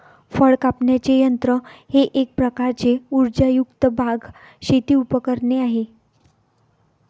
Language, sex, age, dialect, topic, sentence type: Marathi, female, 25-30, Varhadi, agriculture, statement